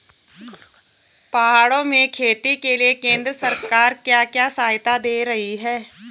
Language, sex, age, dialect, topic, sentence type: Hindi, female, 31-35, Garhwali, agriculture, question